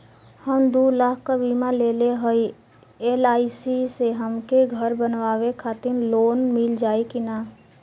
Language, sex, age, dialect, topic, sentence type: Bhojpuri, female, 18-24, Western, banking, question